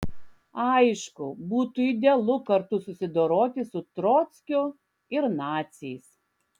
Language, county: Lithuanian, Klaipėda